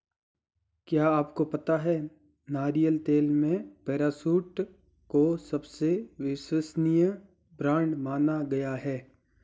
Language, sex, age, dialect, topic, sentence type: Hindi, male, 18-24, Marwari Dhudhari, agriculture, statement